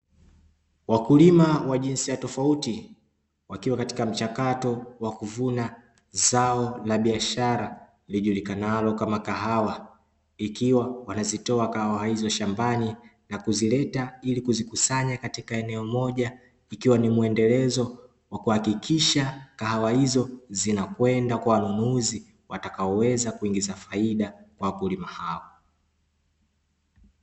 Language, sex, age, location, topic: Swahili, male, 25-35, Dar es Salaam, agriculture